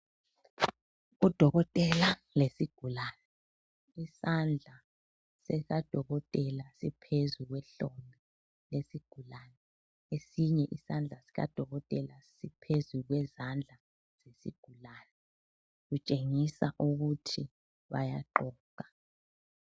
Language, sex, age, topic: North Ndebele, female, 36-49, health